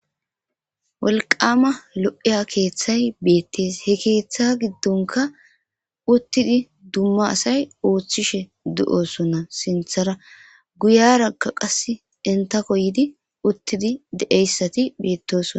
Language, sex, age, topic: Gamo, male, 18-24, government